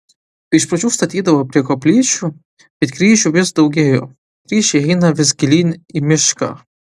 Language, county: Lithuanian, Utena